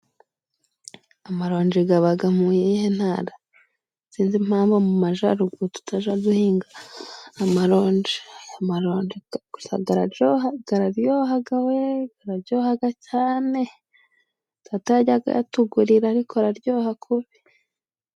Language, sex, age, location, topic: Kinyarwanda, female, 25-35, Musanze, agriculture